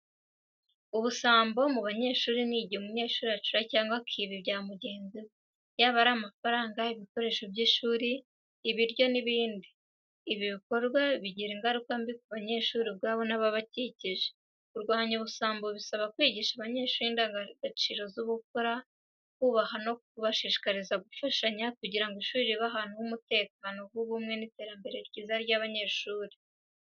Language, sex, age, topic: Kinyarwanda, female, 18-24, education